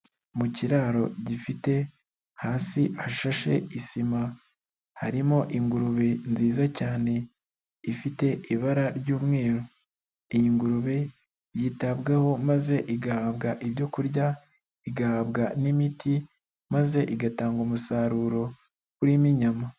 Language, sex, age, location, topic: Kinyarwanda, male, 36-49, Nyagatare, agriculture